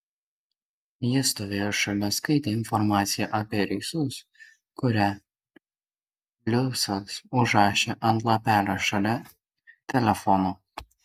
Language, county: Lithuanian, Kaunas